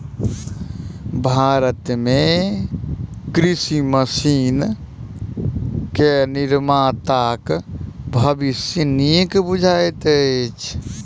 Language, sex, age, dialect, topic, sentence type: Maithili, male, 18-24, Southern/Standard, agriculture, statement